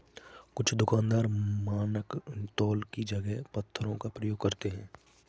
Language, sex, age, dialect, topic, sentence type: Hindi, male, 25-30, Kanauji Braj Bhasha, agriculture, statement